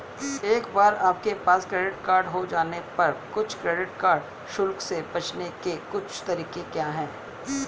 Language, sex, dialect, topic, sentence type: Hindi, male, Hindustani Malvi Khadi Boli, banking, question